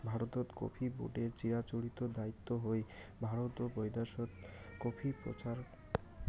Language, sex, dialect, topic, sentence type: Bengali, male, Rajbangshi, agriculture, statement